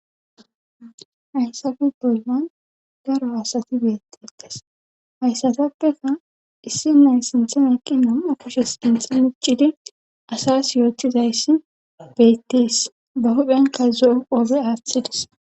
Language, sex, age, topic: Gamo, female, 25-35, government